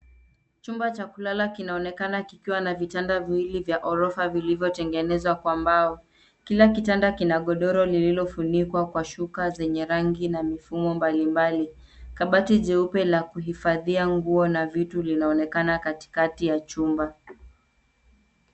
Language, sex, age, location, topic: Swahili, female, 18-24, Nairobi, education